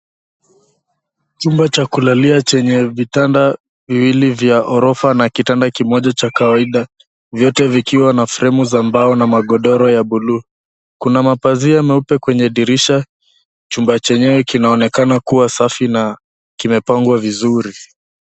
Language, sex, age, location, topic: Swahili, male, 25-35, Nairobi, education